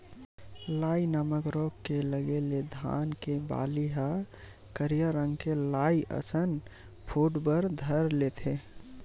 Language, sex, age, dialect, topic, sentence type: Chhattisgarhi, male, 25-30, Western/Budati/Khatahi, agriculture, statement